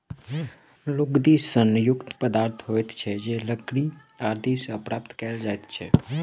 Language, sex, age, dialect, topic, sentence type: Maithili, male, 18-24, Southern/Standard, agriculture, statement